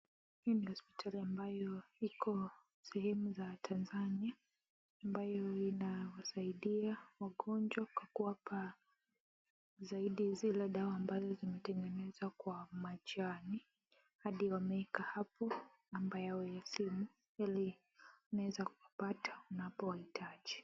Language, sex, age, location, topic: Swahili, female, 18-24, Kisumu, health